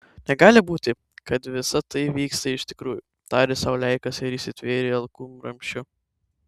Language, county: Lithuanian, Tauragė